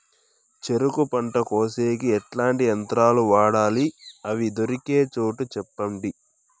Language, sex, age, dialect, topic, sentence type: Telugu, male, 18-24, Southern, agriculture, question